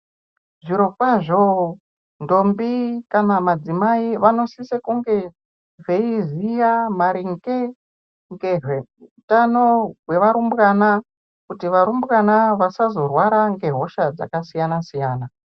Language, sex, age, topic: Ndau, male, 25-35, health